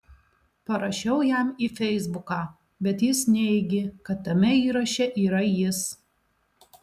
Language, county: Lithuanian, Alytus